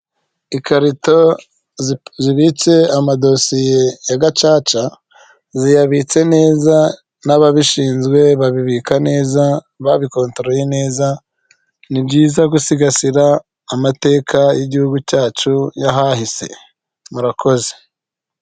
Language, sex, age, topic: Kinyarwanda, male, 25-35, government